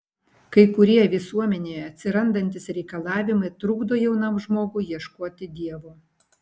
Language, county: Lithuanian, Vilnius